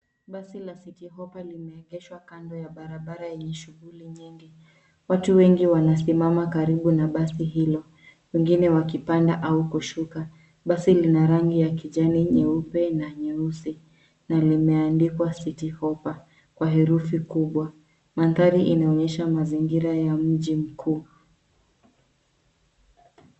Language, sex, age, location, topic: Swahili, female, 25-35, Nairobi, government